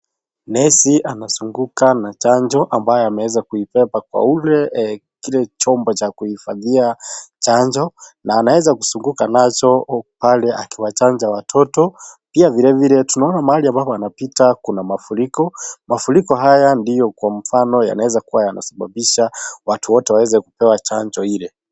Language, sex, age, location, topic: Swahili, male, 25-35, Kisii, health